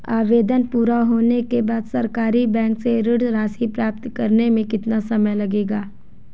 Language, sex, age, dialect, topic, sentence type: Hindi, female, 18-24, Marwari Dhudhari, banking, question